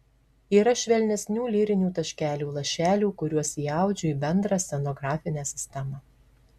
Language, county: Lithuanian, Marijampolė